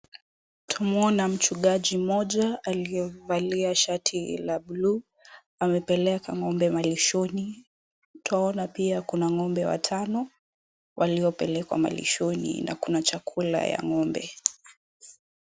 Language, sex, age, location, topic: Swahili, female, 50+, Kisumu, agriculture